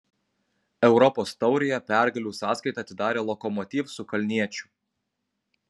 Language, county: Lithuanian, Kaunas